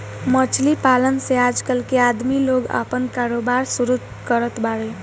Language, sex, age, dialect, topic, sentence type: Bhojpuri, female, <18, Southern / Standard, banking, statement